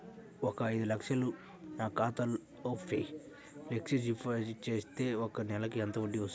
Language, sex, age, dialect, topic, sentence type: Telugu, male, 60-100, Central/Coastal, banking, question